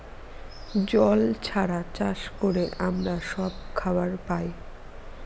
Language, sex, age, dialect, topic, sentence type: Bengali, female, 25-30, Northern/Varendri, agriculture, statement